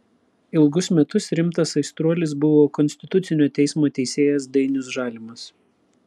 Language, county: Lithuanian, Vilnius